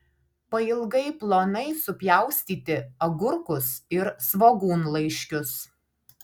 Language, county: Lithuanian, Alytus